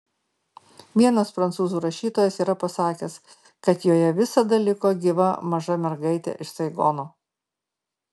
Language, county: Lithuanian, Marijampolė